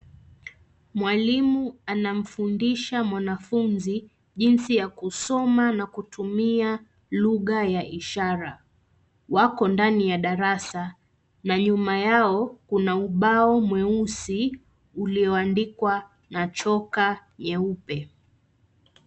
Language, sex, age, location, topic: Swahili, female, 25-35, Nairobi, education